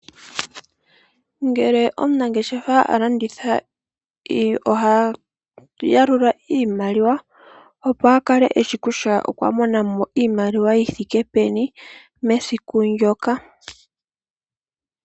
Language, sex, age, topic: Oshiwambo, female, 18-24, finance